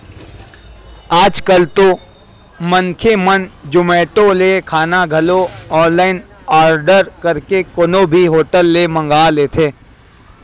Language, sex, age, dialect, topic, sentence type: Chhattisgarhi, male, 18-24, Western/Budati/Khatahi, banking, statement